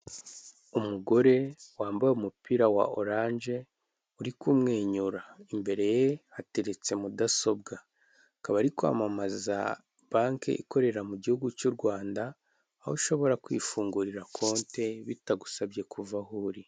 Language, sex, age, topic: Kinyarwanda, male, 18-24, finance